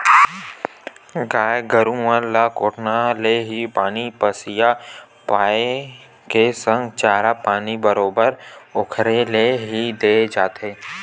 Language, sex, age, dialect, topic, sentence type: Chhattisgarhi, male, 18-24, Western/Budati/Khatahi, agriculture, statement